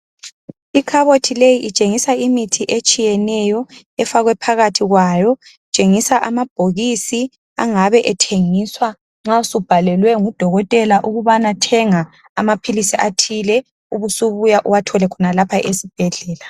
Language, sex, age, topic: North Ndebele, male, 25-35, health